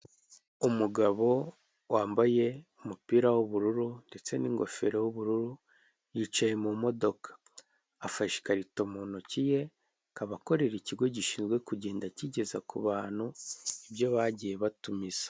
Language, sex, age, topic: Kinyarwanda, male, 18-24, finance